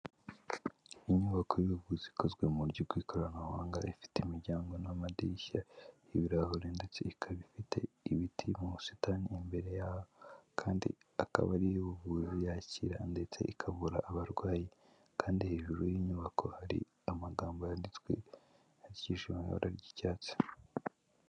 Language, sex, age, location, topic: Kinyarwanda, male, 18-24, Kigali, health